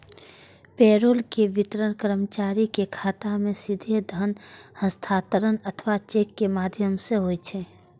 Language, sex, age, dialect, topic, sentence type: Maithili, female, 41-45, Eastern / Thethi, banking, statement